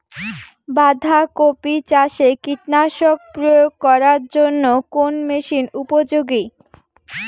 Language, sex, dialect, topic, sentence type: Bengali, female, Rajbangshi, agriculture, question